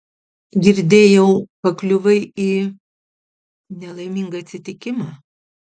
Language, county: Lithuanian, Utena